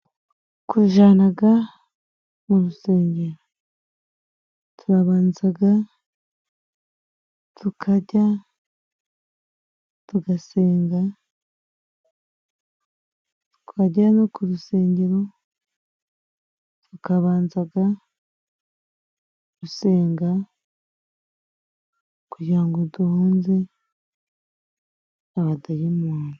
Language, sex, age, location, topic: Kinyarwanda, female, 25-35, Musanze, government